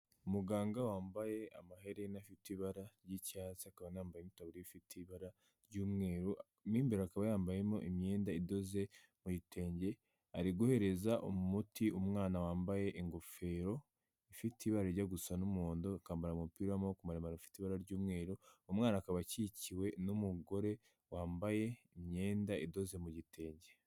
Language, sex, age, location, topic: Kinyarwanda, female, 18-24, Kigali, health